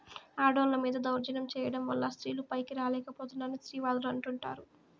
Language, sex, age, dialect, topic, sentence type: Telugu, female, 18-24, Southern, banking, statement